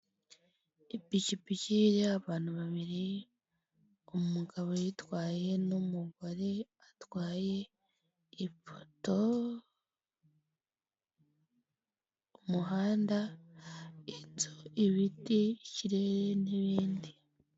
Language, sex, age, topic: Kinyarwanda, female, 18-24, government